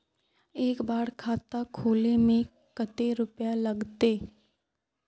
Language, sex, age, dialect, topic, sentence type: Magahi, female, 18-24, Northeastern/Surjapuri, banking, question